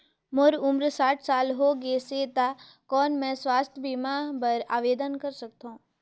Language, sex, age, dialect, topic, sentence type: Chhattisgarhi, female, 18-24, Northern/Bhandar, banking, question